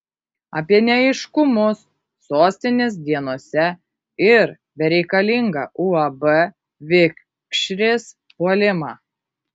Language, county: Lithuanian, Kaunas